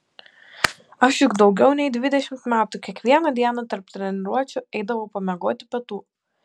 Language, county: Lithuanian, Panevėžys